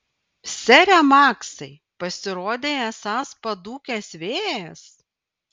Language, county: Lithuanian, Vilnius